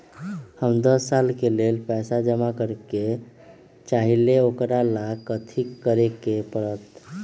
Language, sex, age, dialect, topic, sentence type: Magahi, male, 25-30, Western, banking, question